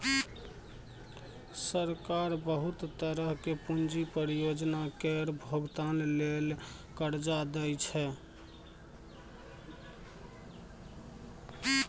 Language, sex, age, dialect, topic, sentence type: Maithili, male, 25-30, Bajjika, banking, statement